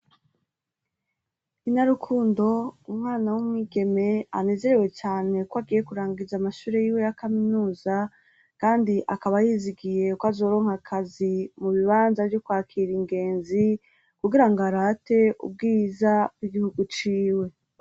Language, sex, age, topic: Rundi, female, 36-49, education